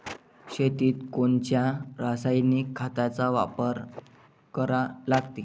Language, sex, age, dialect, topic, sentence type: Marathi, male, 25-30, Varhadi, agriculture, question